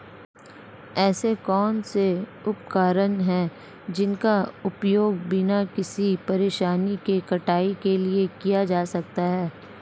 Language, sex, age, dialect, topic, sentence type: Hindi, female, 25-30, Marwari Dhudhari, agriculture, question